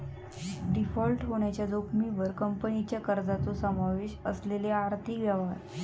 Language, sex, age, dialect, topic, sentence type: Marathi, female, 25-30, Southern Konkan, banking, statement